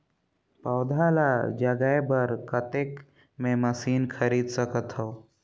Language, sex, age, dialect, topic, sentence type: Chhattisgarhi, male, 46-50, Northern/Bhandar, agriculture, question